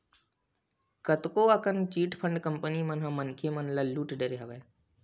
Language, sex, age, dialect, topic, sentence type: Chhattisgarhi, male, 18-24, Western/Budati/Khatahi, banking, statement